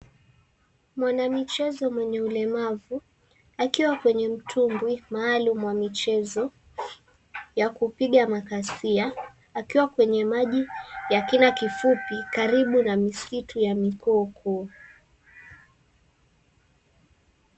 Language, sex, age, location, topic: Swahili, male, 18-24, Mombasa, education